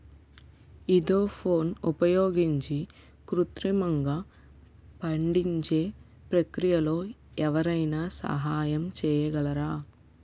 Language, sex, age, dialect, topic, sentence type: Telugu, female, 18-24, Utterandhra, agriculture, question